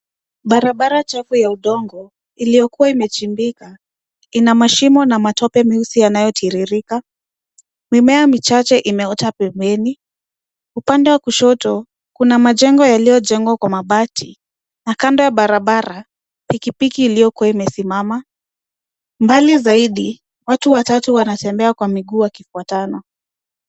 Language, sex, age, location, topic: Swahili, female, 18-24, Nairobi, government